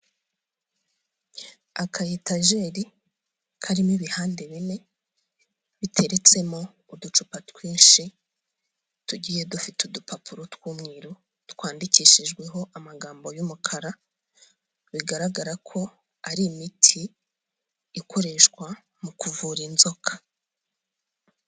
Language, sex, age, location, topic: Kinyarwanda, female, 25-35, Huye, health